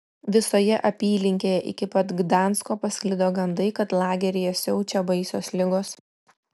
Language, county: Lithuanian, Klaipėda